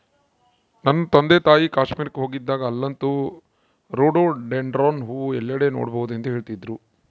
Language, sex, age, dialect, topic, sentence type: Kannada, male, 56-60, Central, agriculture, statement